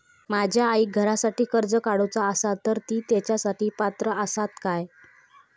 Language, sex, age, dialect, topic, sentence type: Marathi, female, 25-30, Southern Konkan, banking, question